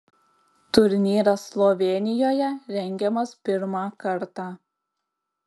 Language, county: Lithuanian, Klaipėda